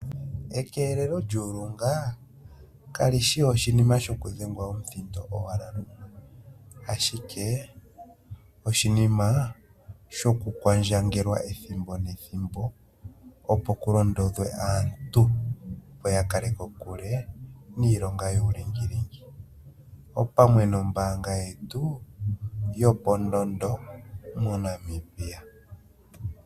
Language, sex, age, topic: Oshiwambo, male, 25-35, finance